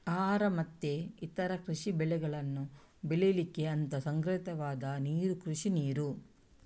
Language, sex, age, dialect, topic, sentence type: Kannada, female, 41-45, Coastal/Dakshin, agriculture, statement